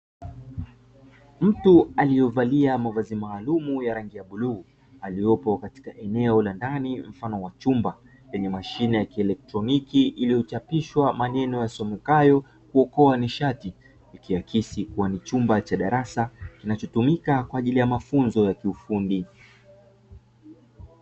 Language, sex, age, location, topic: Swahili, male, 25-35, Dar es Salaam, education